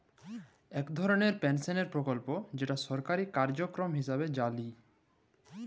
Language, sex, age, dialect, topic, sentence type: Bengali, male, 25-30, Jharkhandi, banking, statement